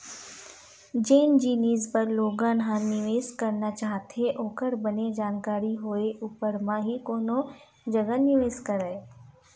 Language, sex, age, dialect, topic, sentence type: Chhattisgarhi, female, 18-24, Western/Budati/Khatahi, banking, statement